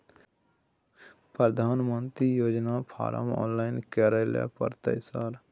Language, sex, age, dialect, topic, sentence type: Maithili, male, 60-100, Bajjika, banking, question